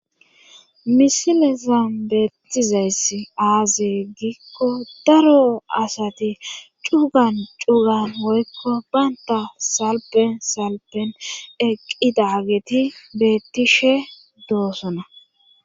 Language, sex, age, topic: Gamo, female, 25-35, government